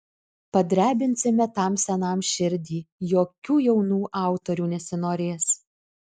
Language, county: Lithuanian, Alytus